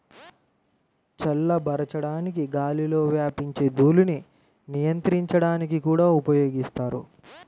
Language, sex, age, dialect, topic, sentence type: Telugu, male, 18-24, Central/Coastal, agriculture, statement